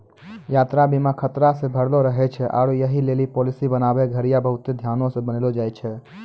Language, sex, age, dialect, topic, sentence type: Maithili, male, 18-24, Angika, banking, statement